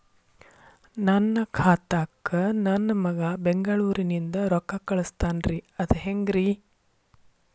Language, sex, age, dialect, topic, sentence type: Kannada, female, 41-45, Dharwad Kannada, banking, question